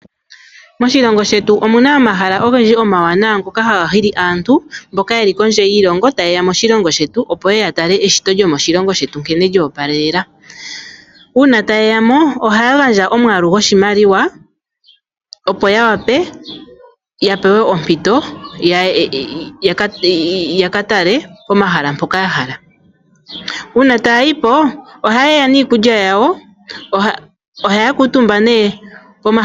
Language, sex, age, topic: Oshiwambo, female, 25-35, agriculture